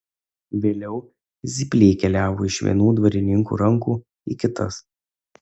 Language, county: Lithuanian, Kaunas